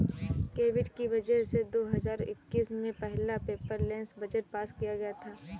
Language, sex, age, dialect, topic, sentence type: Hindi, female, 18-24, Kanauji Braj Bhasha, banking, statement